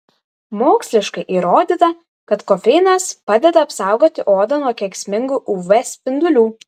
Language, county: Lithuanian, Vilnius